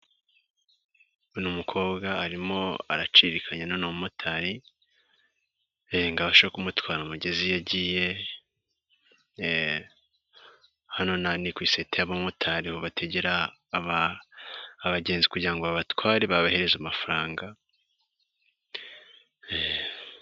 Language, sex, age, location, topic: Kinyarwanda, male, 18-24, Nyagatare, government